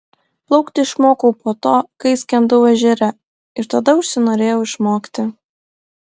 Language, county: Lithuanian, Klaipėda